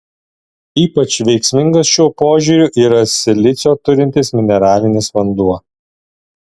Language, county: Lithuanian, Alytus